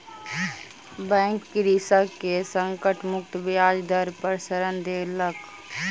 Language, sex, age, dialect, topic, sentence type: Maithili, female, 18-24, Southern/Standard, banking, statement